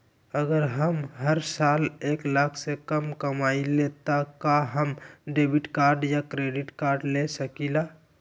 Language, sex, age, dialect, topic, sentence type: Magahi, male, 60-100, Western, banking, question